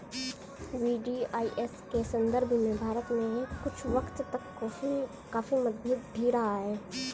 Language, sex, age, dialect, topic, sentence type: Hindi, male, 36-40, Hindustani Malvi Khadi Boli, banking, statement